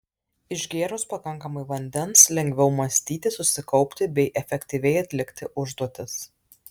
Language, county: Lithuanian, Alytus